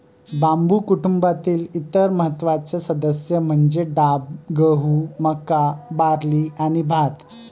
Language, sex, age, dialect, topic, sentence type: Marathi, male, 31-35, Varhadi, agriculture, statement